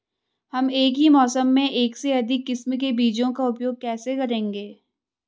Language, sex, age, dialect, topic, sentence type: Hindi, female, 18-24, Garhwali, agriculture, question